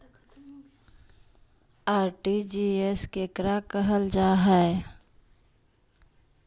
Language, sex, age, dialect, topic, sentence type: Magahi, female, 18-24, Central/Standard, banking, question